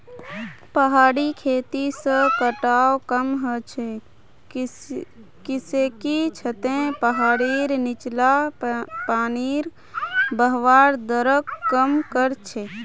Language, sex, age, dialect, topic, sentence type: Magahi, female, 25-30, Northeastern/Surjapuri, agriculture, statement